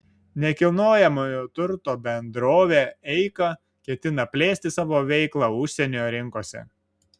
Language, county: Lithuanian, Šiauliai